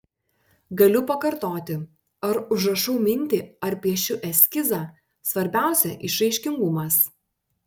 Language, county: Lithuanian, Panevėžys